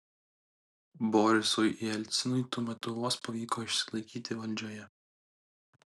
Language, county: Lithuanian, Alytus